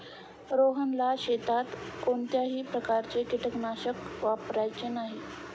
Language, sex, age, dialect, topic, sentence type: Marathi, female, 25-30, Standard Marathi, agriculture, statement